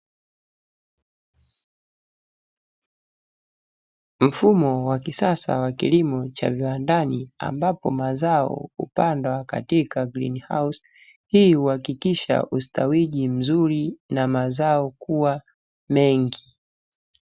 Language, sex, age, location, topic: Swahili, male, 18-24, Dar es Salaam, agriculture